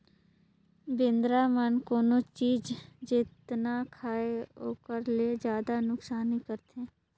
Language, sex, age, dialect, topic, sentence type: Chhattisgarhi, male, 56-60, Northern/Bhandar, agriculture, statement